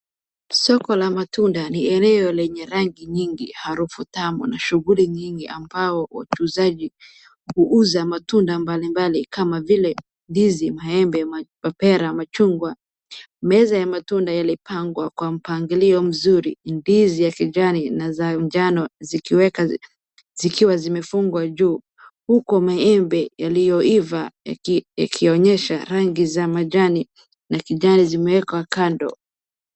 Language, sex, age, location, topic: Swahili, female, 18-24, Wajir, finance